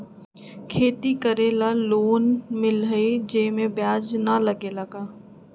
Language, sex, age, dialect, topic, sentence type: Magahi, female, 25-30, Western, banking, question